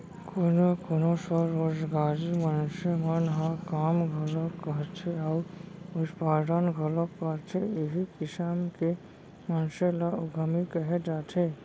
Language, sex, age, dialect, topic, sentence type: Chhattisgarhi, male, 46-50, Central, banking, statement